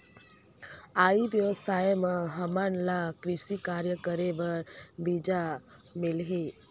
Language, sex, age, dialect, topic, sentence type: Chhattisgarhi, female, 56-60, Northern/Bhandar, agriculture, question